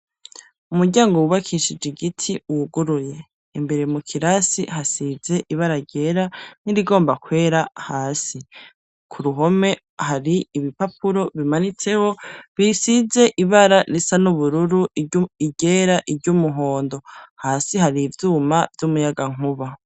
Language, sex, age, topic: Rundi, male, 36-49, education